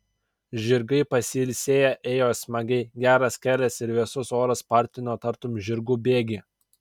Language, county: Lithuanian, Kaunas